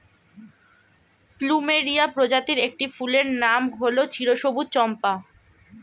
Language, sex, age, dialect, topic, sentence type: Bengali, male, 25-30, Standard Colloquial, agriculture, statement